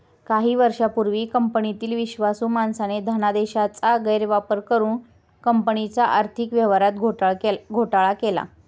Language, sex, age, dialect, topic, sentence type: Marathi, female, 18-24, Standard Marathi, banking, statement